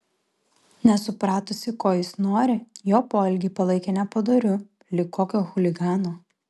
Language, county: Lithuanian, Klaipėda